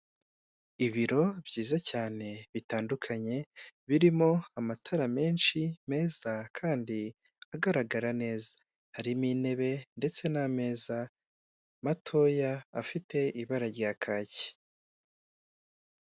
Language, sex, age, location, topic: Kinyarwanda, male, 25-35, Kigali, government